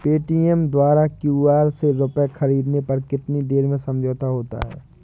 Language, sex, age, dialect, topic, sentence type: Hindi, male, 25-30, Awadhi Bundeli, banking, question